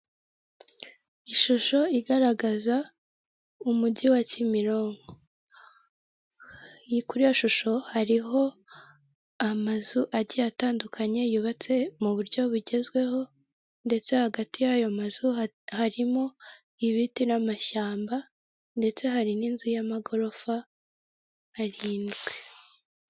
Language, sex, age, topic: Kinyarwanda, female, 18-24, government